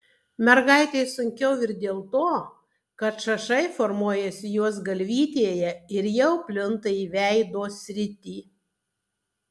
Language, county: Lithuanian, Tauragė